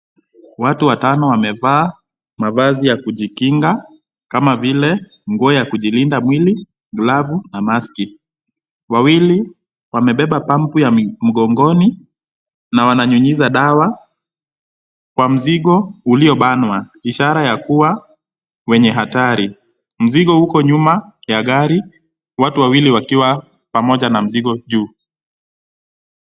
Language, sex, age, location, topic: Swahili, male, 25-35, Kisumu, health